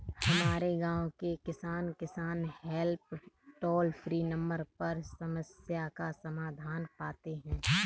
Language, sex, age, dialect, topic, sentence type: Hindi, female, 31-35, Kanauji Braj Bhasha, agriculture, statement